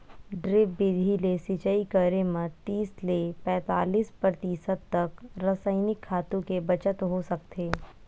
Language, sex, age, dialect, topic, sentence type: Chhattisgarhi, female, 18-24, Western/Budati/Khatahi, agriculture, statement